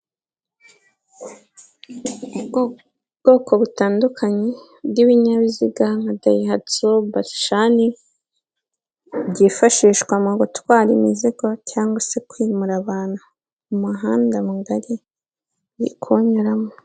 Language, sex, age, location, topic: Kinyarwanda, female, 18-24, Kigali, government